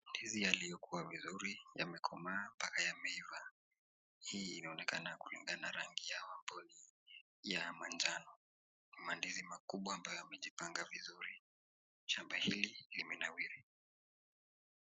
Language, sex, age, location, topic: Swahili, male, 18-24, Kisii, agriculture